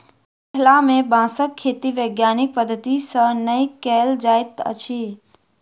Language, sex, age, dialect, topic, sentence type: Maithili, female, 25-30, Southern/Standard, agriculture, statement